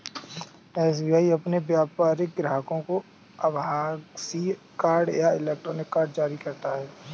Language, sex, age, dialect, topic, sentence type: Hindi, male, 25-30, Kanauji Braj Bhasha, banking, statement